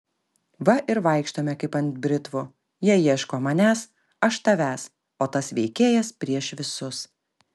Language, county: Lithuanian, Kaunas